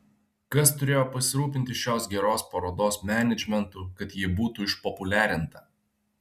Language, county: Lithuanian, Vilnius